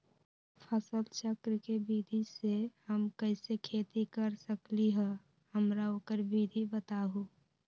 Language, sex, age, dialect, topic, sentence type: Magahi, female, 18-24, Western, agriculture, question